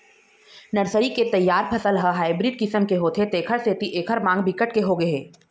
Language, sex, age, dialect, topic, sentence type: Chhattisgarhi, female, 31-35, Eastern, agriculture, statement